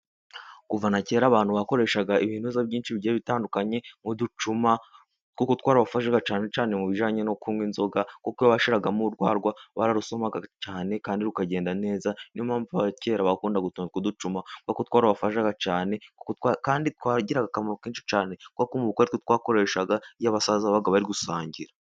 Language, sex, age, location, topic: Kinyarwanda, male, 18-24, Musanze, government